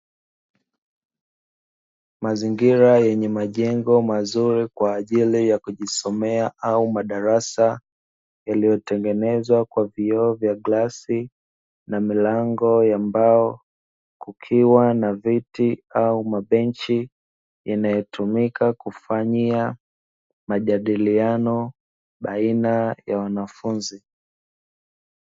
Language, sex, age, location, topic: Swahili, male, 25-35, Dar es Salaam, education